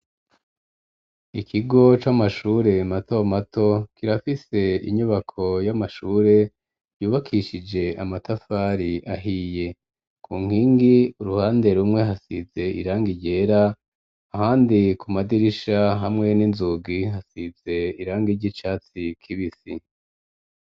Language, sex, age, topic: Rundi, female, 25-35, education